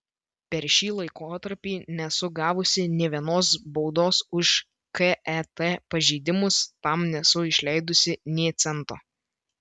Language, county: Lithuanian, Vilnius